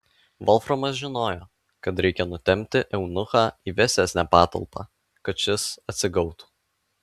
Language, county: Lithuanian, Alytus